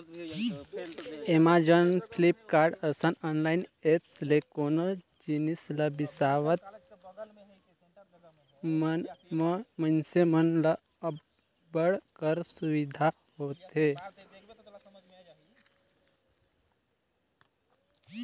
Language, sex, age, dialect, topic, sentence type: Chhattisgarhi, male, 18-24, Northern/Bhandar, banking, statement